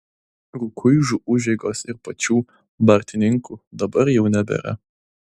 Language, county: Lithuanian, Klaipėda